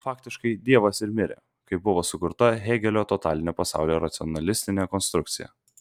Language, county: Lithuanian, Vilnius